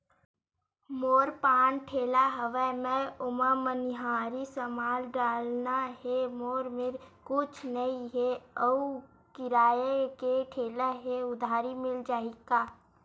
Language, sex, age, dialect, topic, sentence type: Chhattisgarhi, female, 18-24, Western/Budati/Khatahi, banking, question